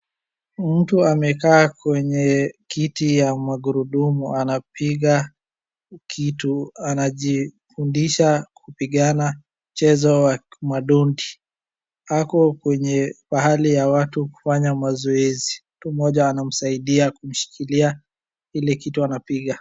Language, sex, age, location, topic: Swahili, male, 50+, Wajir, education